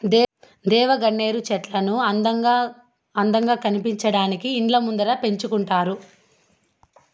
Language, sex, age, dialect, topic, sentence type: Telugu, female, 25-30, Southern, agriculture, statement